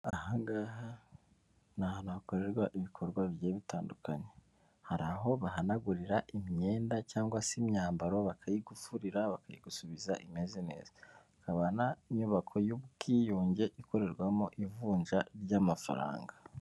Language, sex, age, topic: Kinyarwanda, male, 25-35, finance